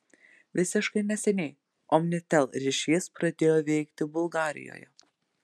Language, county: Lithuanian, Telšiai